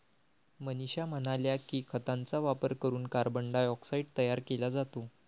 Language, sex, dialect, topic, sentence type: Marathi, male, Varhadi, agriculture, statement